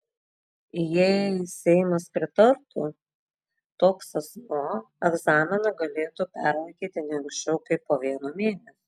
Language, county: Lithuanian, Klaipėda